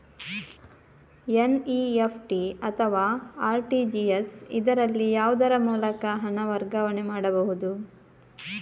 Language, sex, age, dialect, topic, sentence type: Kannada, female, 18-24, Coastal/Dakshin, banking, question